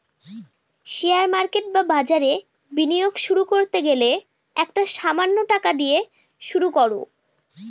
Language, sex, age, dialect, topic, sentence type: Bengali, female, <18, Northern/Varendri, banking, statement